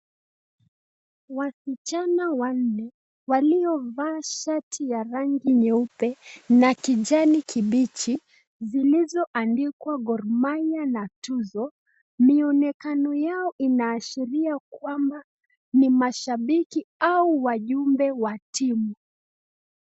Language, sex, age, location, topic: Swahili, female, 18-24, Nakuru, government